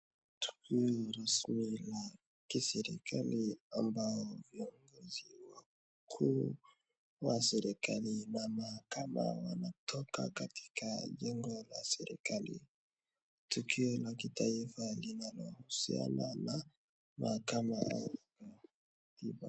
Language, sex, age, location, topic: Swahili, male, 18-24, Wajir, government